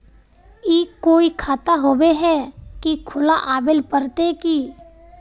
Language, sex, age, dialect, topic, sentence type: Magahi, female, 18-24, Northeastern/Surjapuri, banking, question